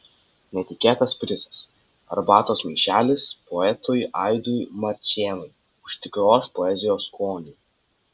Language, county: Lithuanian, Vilnius